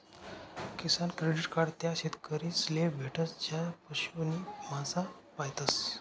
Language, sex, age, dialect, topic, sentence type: Marathi, male, 25-30, Northern Konkan, agriculture, statement